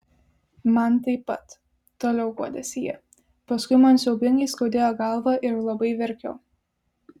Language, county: Lithuanian, Vilnius